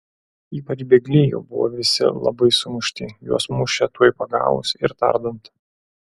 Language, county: Lithuanian, Klaipėda